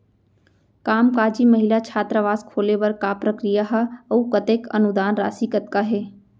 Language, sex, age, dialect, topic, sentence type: Chhattisgarhi, female, 25-30, Central, banking, question